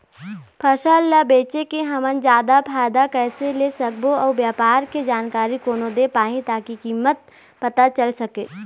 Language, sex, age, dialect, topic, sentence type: Chhattisgarhi, female, 18-24, Eastern, agriculture, question